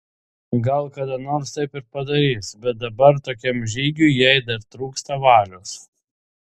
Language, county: Lithuanian, Telšiai